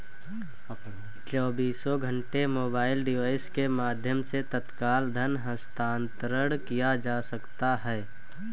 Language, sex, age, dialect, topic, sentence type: Hindi, male, 18-24, Kanauji Braj Bhasha, banking, statement